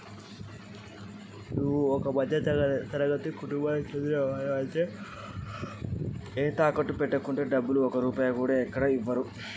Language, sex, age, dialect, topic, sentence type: Telugu, male, 25-30, Telangana, banking, question